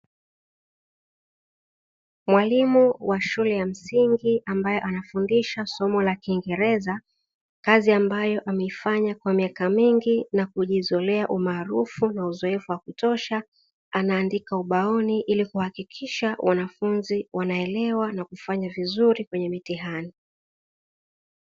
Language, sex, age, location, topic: Swahili, female, 18-24, Dar es Salaam, education